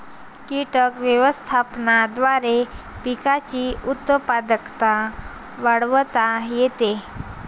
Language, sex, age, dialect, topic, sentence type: Marathi, female, 18-24, Varhadi, agriculture, statement